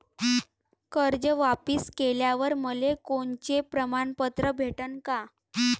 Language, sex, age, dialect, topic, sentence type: Marathi, female, 18-24, Varhadi, banking, question